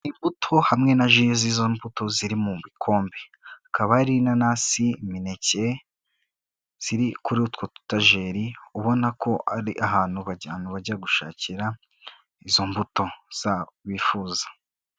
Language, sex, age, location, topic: Kinyarwanda, female, 25-35, Kigali, finance